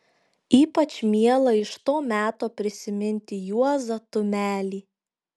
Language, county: Lithuanian, Šiauliai